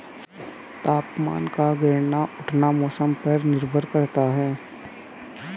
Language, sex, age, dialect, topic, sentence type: Hindi, male, 18-24, Hindustani Malvi Khadi Boli, agriculture, statement